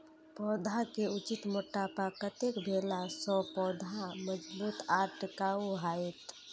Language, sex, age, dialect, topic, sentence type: Maithili, female, 18-24, Eastern / Thethi, agriculture, question